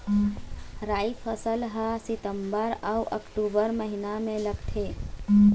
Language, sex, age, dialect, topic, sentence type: Chhattisgarhi, female, 41-45, Eastern, agriculture, question